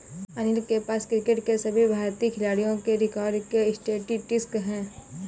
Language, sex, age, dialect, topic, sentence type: Hindi, female, 18-24, Awadhi Bundeli, banking, statement